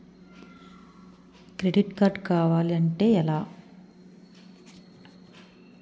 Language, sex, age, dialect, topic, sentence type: Telugu, female, 41-45, Utterandhra, banking, question